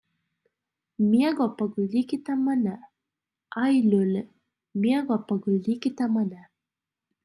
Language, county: Lithuanian, Alytus